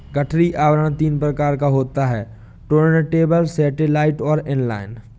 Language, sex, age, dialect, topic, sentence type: Hindi, male, 18-24, Awadhi Bundeli, agriculture, statement